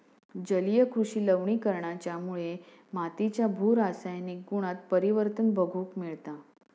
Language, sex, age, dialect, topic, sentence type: Marathi, female, 56-60, Southern Konkan, agriculture, statement